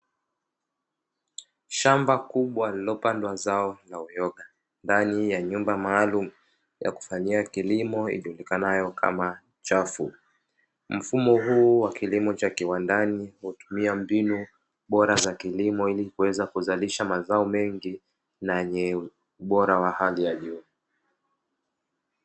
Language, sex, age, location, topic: Swahili, male, 25-35, Dar es Salaam, agriculture